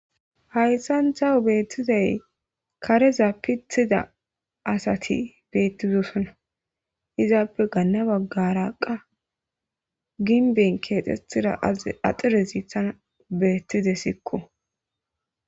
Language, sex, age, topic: Gamo, male, 25-35, government